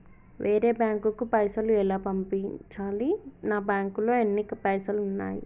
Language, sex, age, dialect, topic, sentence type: Telugu, female, 18-24, Telangana, banking, question